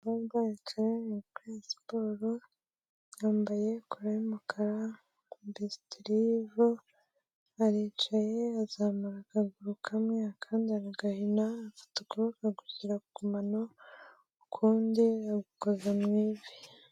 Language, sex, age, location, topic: Kinyarwanda, female, 18-24, Kigali, health